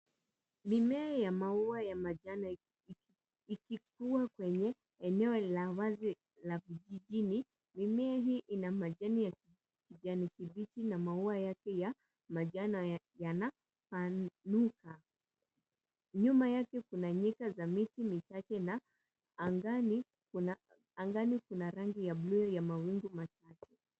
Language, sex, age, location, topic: Swahili, female, 18-24, Nairobi, health